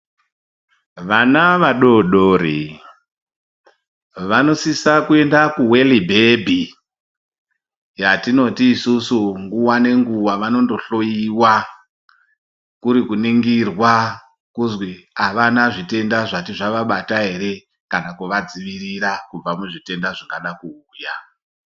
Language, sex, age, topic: Ndau, female, 25-35, health